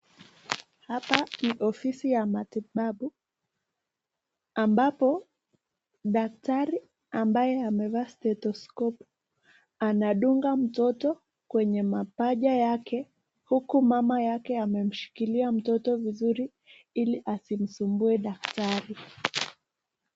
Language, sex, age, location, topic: Swahili, female, 18-24, Nakuru, health